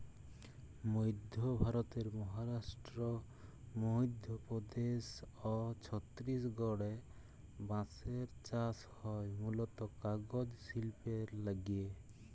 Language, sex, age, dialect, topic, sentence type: Bengali, male, 25-30, Jharkhandi, agriculture, statement